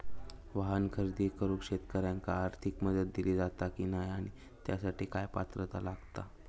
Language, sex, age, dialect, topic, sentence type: Marathi, male, 18-24, Southern Konkan, agriculture, question